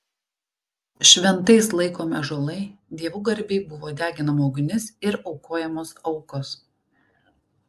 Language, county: Lithuanian, Vilnius